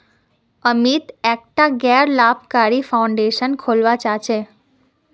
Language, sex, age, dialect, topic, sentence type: Magahi, female, 36-40, Northeastern/Surjapuri, banking, statement